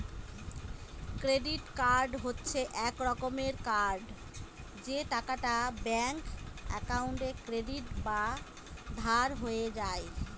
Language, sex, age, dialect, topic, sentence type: Bengali, female, 25-30, Northern/Varendri, banking, statement